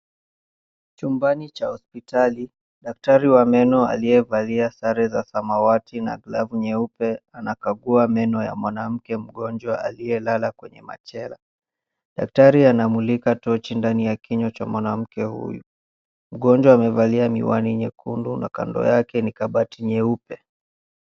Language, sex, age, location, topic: Swahili, male, 18-24, Mombasa, health